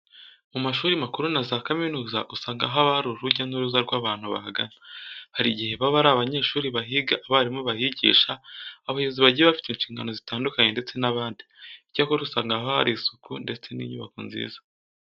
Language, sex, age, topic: Kinyarwanda, male, 18-24, education